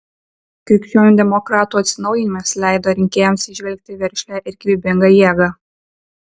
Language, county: Lithuanian, Vilnius